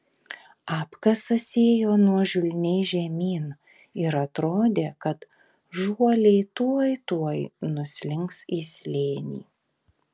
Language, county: Lithuanian, Vilnius